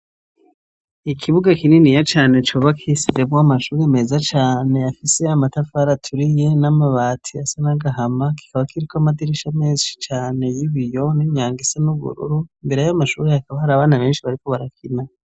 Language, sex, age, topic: Rundi, male, 18-24, education